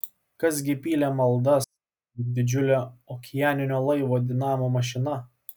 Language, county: Lithuanian, Klaipėda